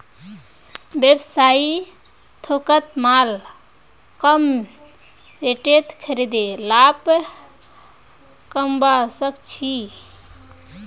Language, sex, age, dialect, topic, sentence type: Magahi, female, 18-24, Northeastern/Surjapuri, banking, statement